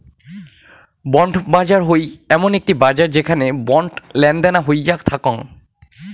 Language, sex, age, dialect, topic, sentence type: Bengali, male, 18-24, Rajbangshi, banking, statement